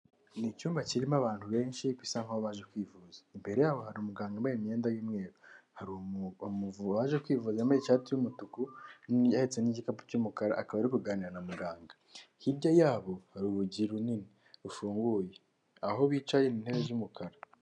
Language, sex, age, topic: Kinyarwanda, female, 18-24, government